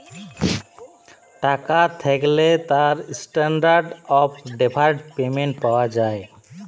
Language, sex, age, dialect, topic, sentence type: Bengali, male, 25-30, Jharkhandi, banking, statement